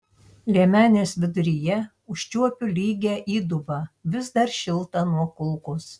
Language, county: Lithuanian, Tauragė